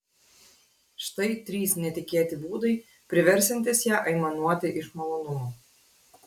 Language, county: Lithuanian, Klaipėda